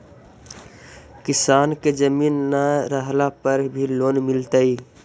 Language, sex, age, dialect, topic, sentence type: Magahi, male, 60-100, Central/Standard, banking, question